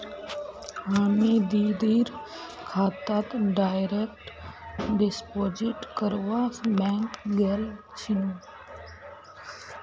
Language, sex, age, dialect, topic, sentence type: Magahi, female, 25-30, Northeastern/Surjapuri, banking, statement